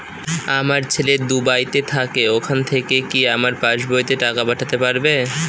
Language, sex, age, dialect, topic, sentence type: Bengali, male, 18-24, Northern/Varendri, banking, question